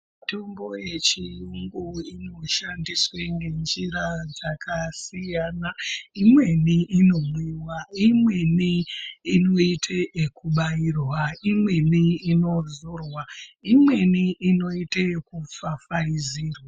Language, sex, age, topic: Ndau, female, 25-35, health